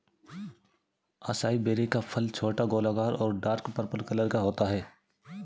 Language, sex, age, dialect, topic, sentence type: Hindi, male, 31-35, Marwari Dhudhari, agriculture, statement